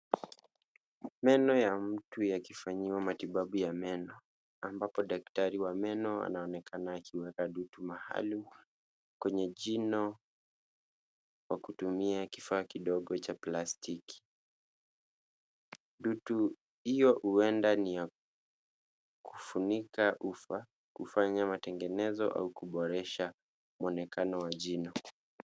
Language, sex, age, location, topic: Swahili, male, 18-24, Nairobi, health